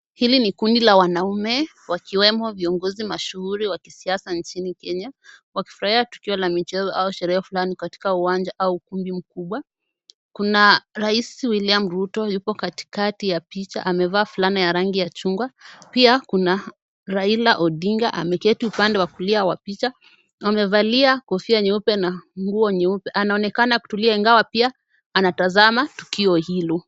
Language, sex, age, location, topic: Swahili, female, 18-24, Kisumu, government